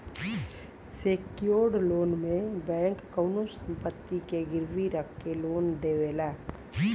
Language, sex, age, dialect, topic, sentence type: Bhojpuri, female, 41-45, Western, banking, statement